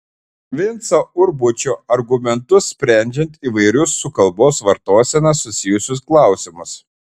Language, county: Lithuanian, Šiauliai